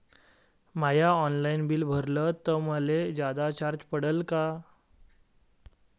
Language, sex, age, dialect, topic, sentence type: Marathi, male, 18-24, Varhadi, banking, question